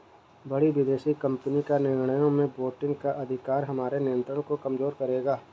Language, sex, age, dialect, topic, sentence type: Hindi, male, 56-60, Kanauji Braj Bhasha, banking, statement